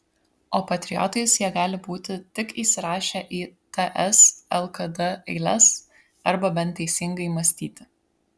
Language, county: Lithuanian, Vilnius